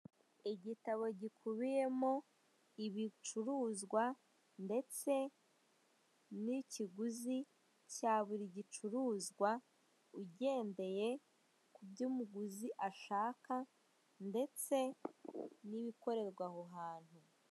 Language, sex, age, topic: Kinyarwanda, female, 18-24, finance